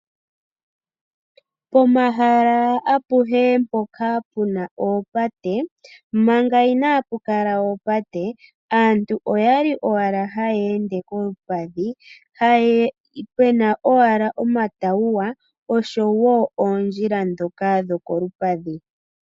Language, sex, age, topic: Oshiwambo, female, 36-49, agriculture